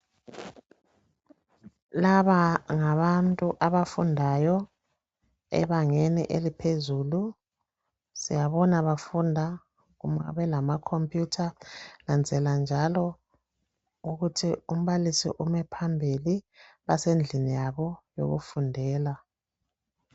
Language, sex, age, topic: North Ndebele, female, 36-49, education